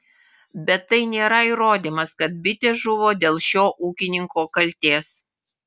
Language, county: Lithuanian, Vilnius